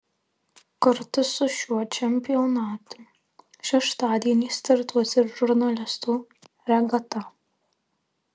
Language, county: Lithuanian, Marijampolė